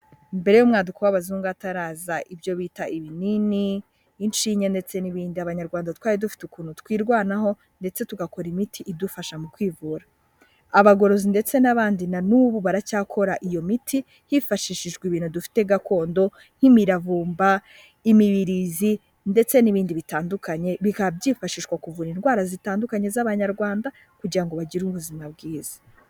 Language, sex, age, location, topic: Kinyarwanda, female, 18-24, Kigali, health